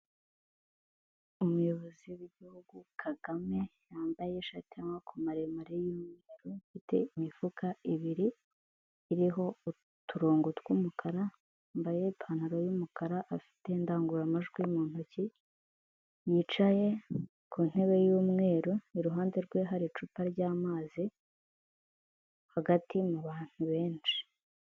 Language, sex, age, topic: Kinyarwanda, female, 18-24, government